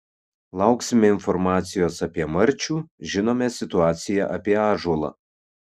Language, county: Lithuanian, Kaunas